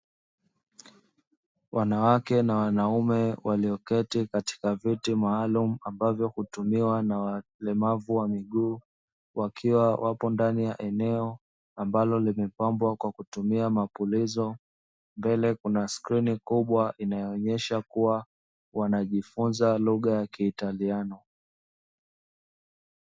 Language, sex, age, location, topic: Swahili, male, 25-35, Dar es Salaam, education